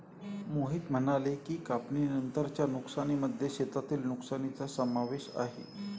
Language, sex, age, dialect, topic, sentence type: Marathi, male, 46-50, Standard Marathi, agriculture, statement